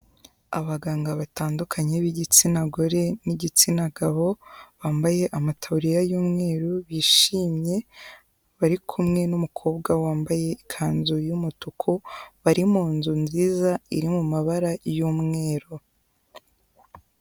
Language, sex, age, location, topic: Kinyarwanda, female, 18-24, Kigali, health